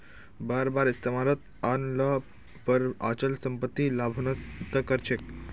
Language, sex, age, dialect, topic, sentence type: Magahi, male, 51-55, Northeastern/Surjapuri, banking, statement